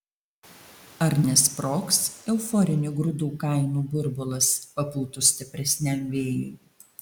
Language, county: Lithuanian, Alytus